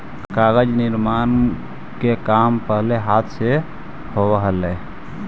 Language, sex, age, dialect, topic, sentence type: Magahi, male, 18-24, Central/Standard, banking, statement